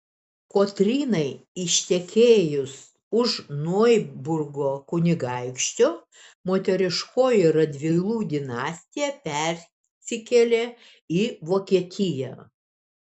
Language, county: Lithuanian, Šiauliai